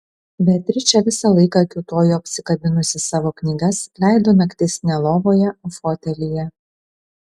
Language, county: Lithuanian, Kaunas